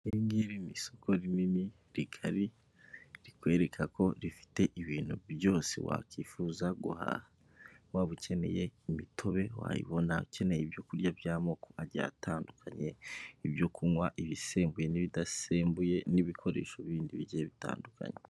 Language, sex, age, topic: Kinyarwanda, male, 25-35, finance